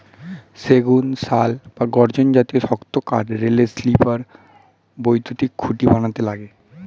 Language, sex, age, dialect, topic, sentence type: Bengali, male, 18-24, Standard Colloquial, agriculture, statement